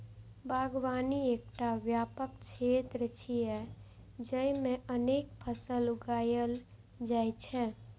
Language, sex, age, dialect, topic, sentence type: Maithili, female, 56-60, Eastern / Thethi, agriculture, statement